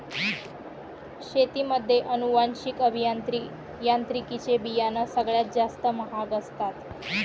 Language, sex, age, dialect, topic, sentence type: Marathi, female, 25-30, Northern Konkan, agriculture, statement